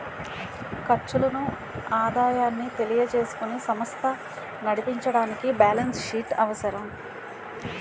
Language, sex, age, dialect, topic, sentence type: Telugu, female, 41-45, Utterandhra, banking, statement